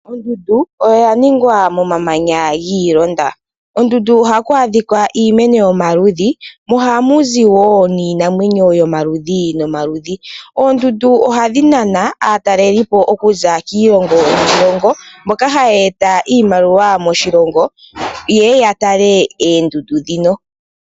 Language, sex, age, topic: Oshiwambo, female, 18-24, agriculture